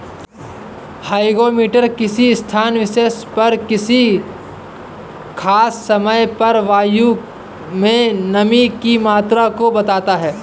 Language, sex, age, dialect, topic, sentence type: Hindi, male, 51-55, Awadhi Bundeli, agriculture, statement